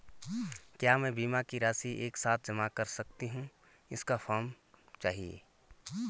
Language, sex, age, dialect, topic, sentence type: Hindi, male, 31-35, Garhwali, banking, question